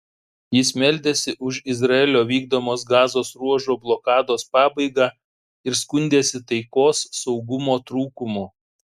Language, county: Lithuanian, Šiauliai